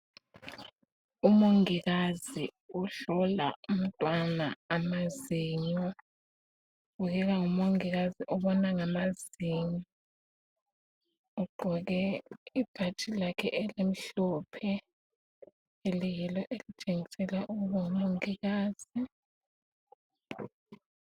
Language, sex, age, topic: North Ndebele, female, 25-35, health